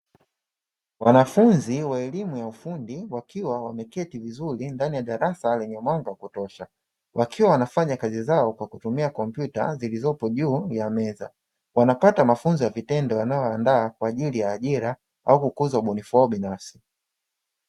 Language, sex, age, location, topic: Swahili, male, 25-35, Dar es Salaam, education